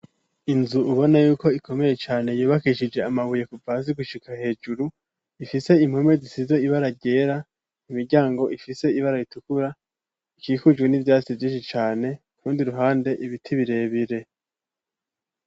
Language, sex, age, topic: Rundi, male, 18-24, education